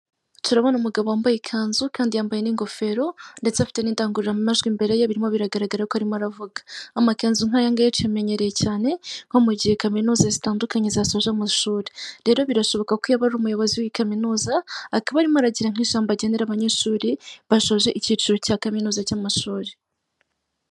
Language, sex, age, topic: Kinyarwanda, female, 18-24, government